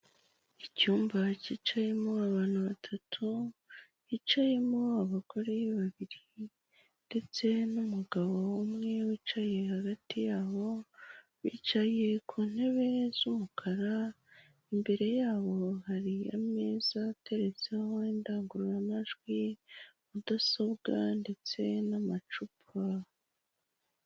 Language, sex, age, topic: Kinyarwanda, female, 18-24, government